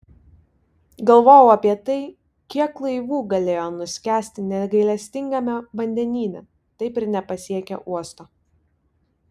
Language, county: Lithuanian, Vilnius